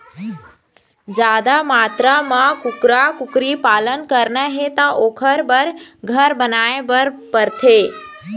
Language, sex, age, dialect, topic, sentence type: Chhattisgarhi, female, 25-30, Eastern, agriculture, statement